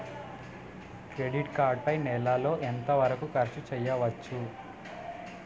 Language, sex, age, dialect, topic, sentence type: Telugu, male, 18-24, Utterandhra, banking, question